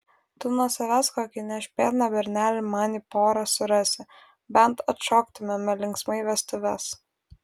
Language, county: Lithuanian, Vilnius